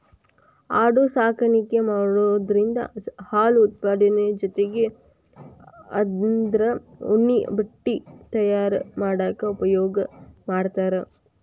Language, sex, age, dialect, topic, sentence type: Kannada, female, 18-24, Dharwad Kannada, agriculture, statement